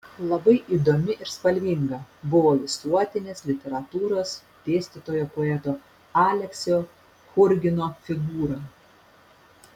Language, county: Lithuanian, Panevėžys